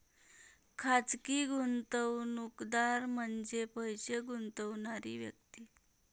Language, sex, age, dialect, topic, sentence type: Marathi, female, 31-35, Varhadi, banking, statement